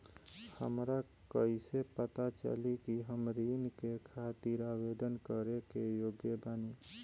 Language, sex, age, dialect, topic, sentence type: Bhojpuri, male, 18-24, Southern / Standard, banking, statement